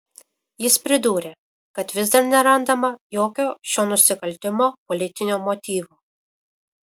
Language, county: Lithuanian, Kaunas